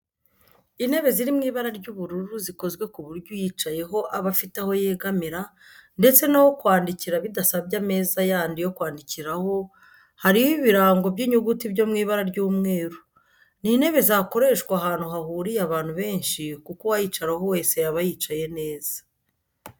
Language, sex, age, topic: Kinyarwanda, female, 50+, education